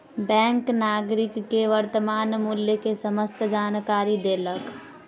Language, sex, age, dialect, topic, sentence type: Maithili, male, 25-30, Southern/Standard, banking, statement